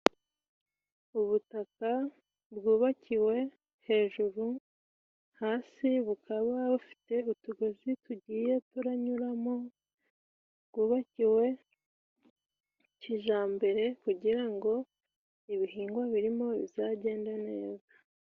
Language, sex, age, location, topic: Kinyarwanda, female, 25-35, Musanze, agriculture